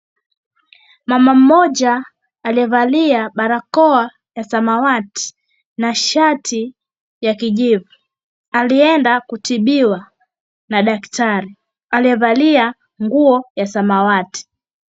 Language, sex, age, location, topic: Swahili, female, 36-49, Mombasa, health